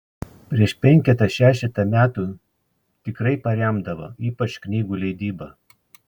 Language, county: Lithuanian, Klaipėda